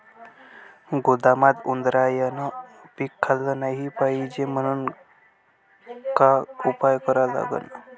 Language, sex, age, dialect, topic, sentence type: Marathi, male, 18-24, Varhadi, agriculture, question